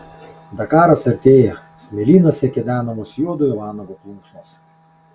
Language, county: Lithuanian, Kaunas